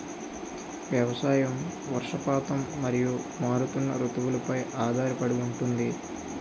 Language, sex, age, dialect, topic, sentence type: Telugu, male, 25-30, Utterandhra, agriculture, statement